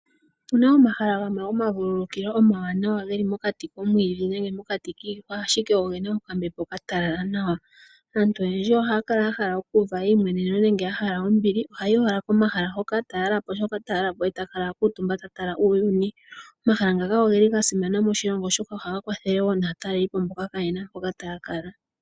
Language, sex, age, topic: Oshiwambo, female, 18-24, agriculture